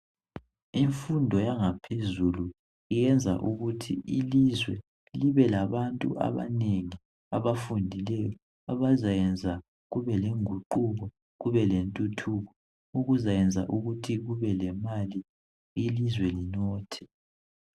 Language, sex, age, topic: North Ndebele, male, 18-24, education